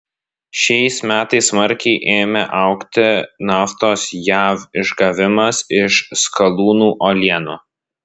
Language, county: Lithuanian, Vilnius